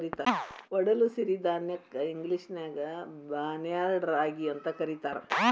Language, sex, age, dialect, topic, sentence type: Kannada, female, 60-100, Dharwad Kannada, agriculture, statement